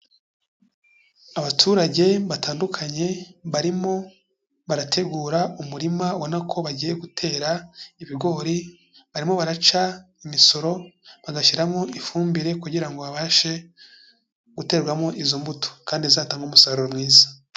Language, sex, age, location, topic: Kinyarwanda, male, 25-35, Kigali, agriculture